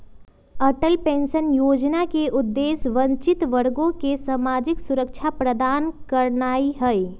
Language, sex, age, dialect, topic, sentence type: Magahi, female, 25-30, Western, banking, statement